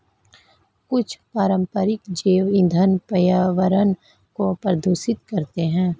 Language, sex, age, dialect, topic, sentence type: Hindi, female, 31-35, Marwari Dhudhari, agriculture, statement